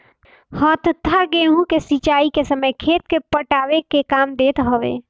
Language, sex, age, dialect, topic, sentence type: Bhojpuri, female, 18-24, Northern, agriculture, statement